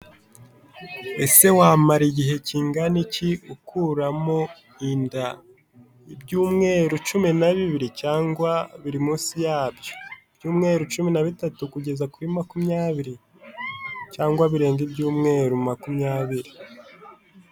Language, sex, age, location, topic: Kinyarwanda, male, 18-24, Huye, health